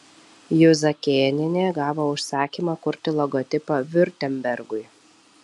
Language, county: Lithuanian, Alytus